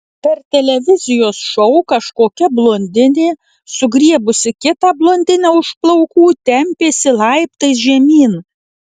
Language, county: Lithuanian, Vilnius